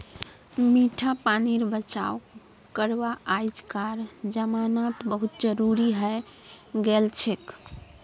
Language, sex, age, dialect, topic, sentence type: Magahi, female, 25-30, Northeastern/Surjapuri, agriculture, statement